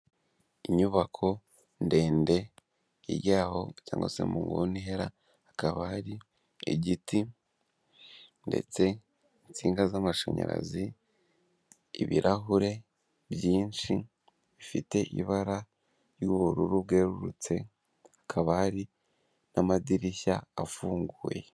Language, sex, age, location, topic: Kinyarwanda, male, 18-24, Kigali, government